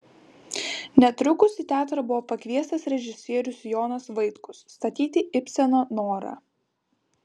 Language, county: Lithuanian, Vilnius